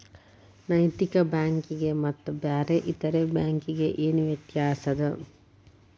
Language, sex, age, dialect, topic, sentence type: Kannada, female, 25-30, Dharwad Kannada, banking, statement